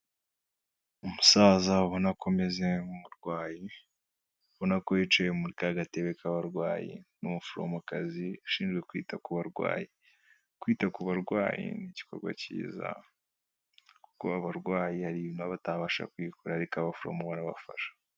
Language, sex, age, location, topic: Kinyarwanda, male, 18-24, Kigali, health